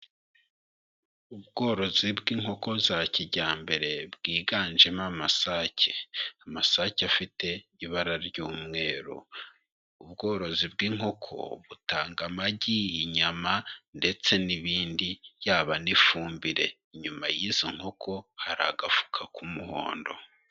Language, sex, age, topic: Kinyarwanda, male, 25-35, agriculture